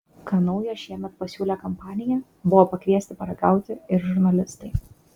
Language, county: Lithuanian, Kaunas